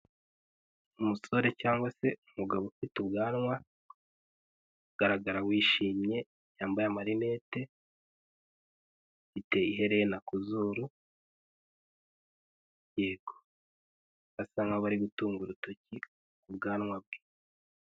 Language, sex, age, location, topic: Kinyarwanda, male, 18-24, Huye, health